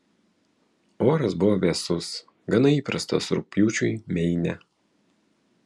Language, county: Lithuanian, Vilnius